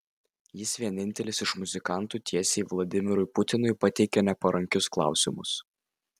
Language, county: Lithuanian, Vilnius